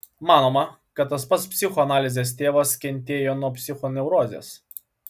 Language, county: Lithuanian, Klaipėda